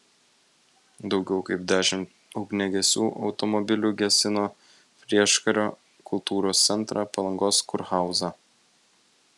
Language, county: Lithuanian, Vilnius